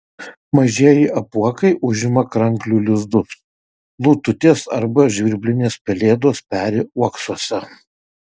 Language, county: Lithuanian, Kaunas